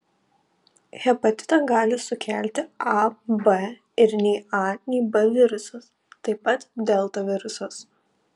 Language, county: Lithuanian, Panevėžys